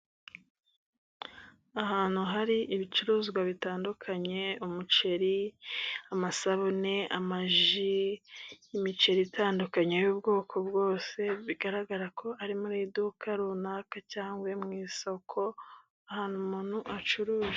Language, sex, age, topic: Kinyarwanda, female, 25-35, finance